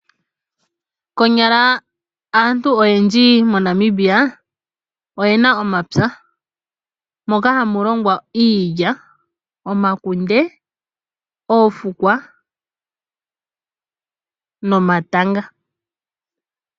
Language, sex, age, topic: Oshiwambo, female, 25-35, agriculture